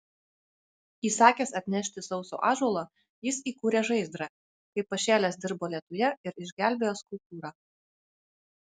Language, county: Lithuanian, Alytus